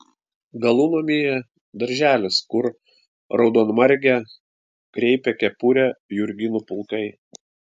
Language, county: Lithuanian, Klaipėda